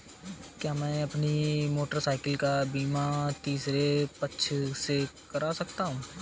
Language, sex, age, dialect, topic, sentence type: Hindi, male, 25-30, Awadhi Bundeli, banking, question